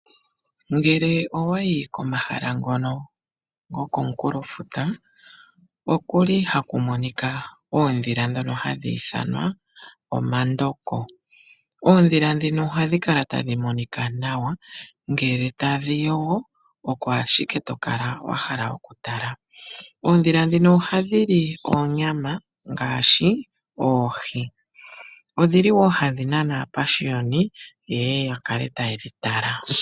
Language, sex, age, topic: Oshiwambo, female, 25-35, agriculture